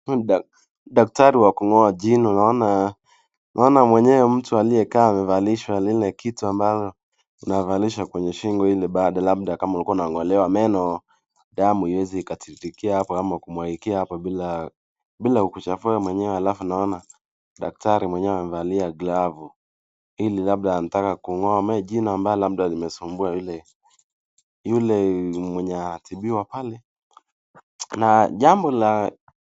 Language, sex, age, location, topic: Swahili, male, 18-24, Nakuru, health